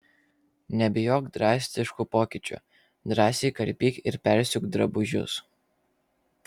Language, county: Lithuanian, Vilnius